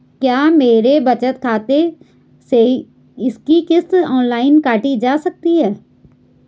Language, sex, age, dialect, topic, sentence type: Hindi, female, 41-45, Garhwali, banking, question